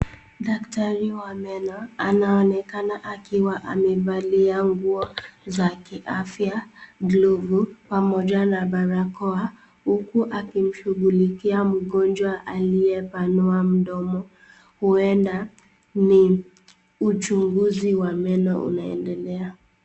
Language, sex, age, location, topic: Swahili, female, 18-24, Nakuru, health